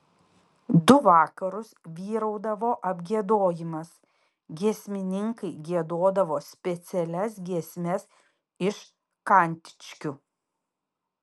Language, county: Lithuanian, Panevėžys